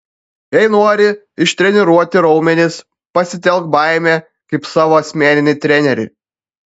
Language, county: Lithuanian, Panevėžys